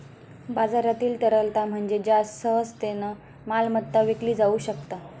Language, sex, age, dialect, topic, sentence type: Marathi, female, 18-24, Southern Konkan, banking, statement